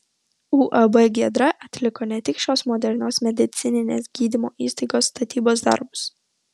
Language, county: Lithuanian, Vilnius